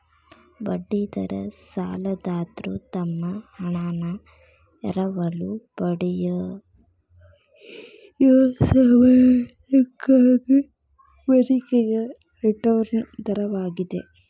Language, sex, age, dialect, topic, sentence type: Kannada, female, 18-24, Dharwad Kannada, banking, statement